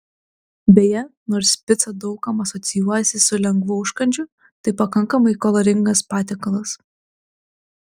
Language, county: Lithuanian, Klaipėda